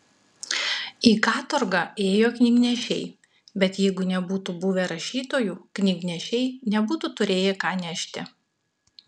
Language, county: Lithuanian, Klaipėda